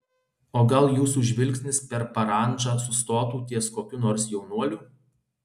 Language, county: Lithuanian, Alytus